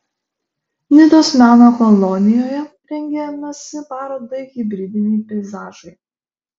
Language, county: Lithuanian, Šiauliai